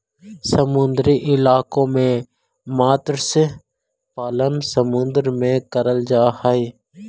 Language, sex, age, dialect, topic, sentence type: Magahi, male, 18-24, Central/Standard, agriculture, statement